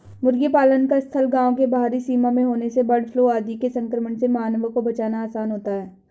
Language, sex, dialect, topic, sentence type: Hindi, female, Hindustani Malvi Khadi Boli, agriculture, statement